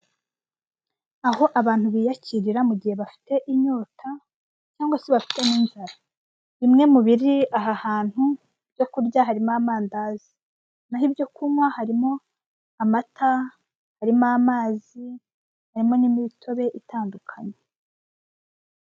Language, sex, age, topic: Kinyarwanda, female, 25-35, finance